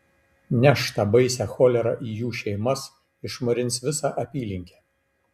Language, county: Lithuanian, Kaunas